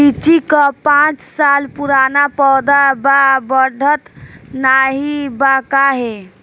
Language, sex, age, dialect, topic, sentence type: Bhojpuri, female, 18-24, Northern, agriculture, question